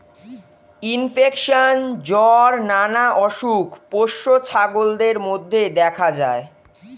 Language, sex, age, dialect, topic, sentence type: Bengali, male, 46-50, Standard Colloquial, agriculture, statement